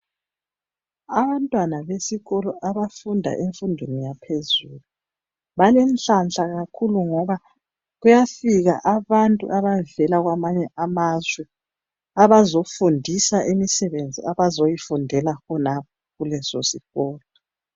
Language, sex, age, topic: North Ndebele, male, 25-35, education